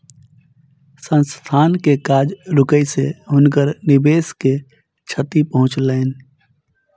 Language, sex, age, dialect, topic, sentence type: Maithili, male, 31-35, Southern/Standard, banking, statement